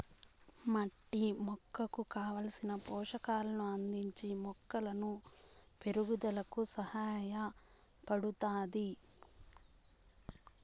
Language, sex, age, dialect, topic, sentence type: Telugu, female, 31-35, Southern, agriculture, statement